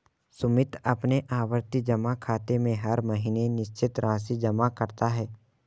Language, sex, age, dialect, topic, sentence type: Hindi, male, 18-24, Marwari Dhudhari, banking, statement